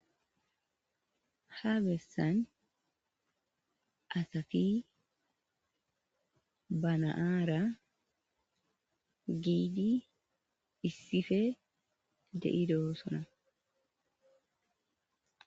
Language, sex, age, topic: Gamo, female, 25-35, agriculture